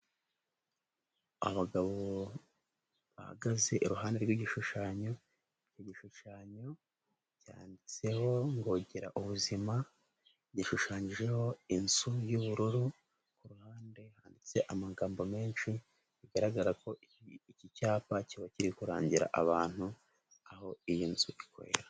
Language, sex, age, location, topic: Kinyarwanda, male, 18-24, Nyagatare, government